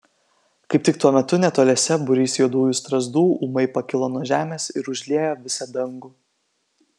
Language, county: Lithuanian, Kaunas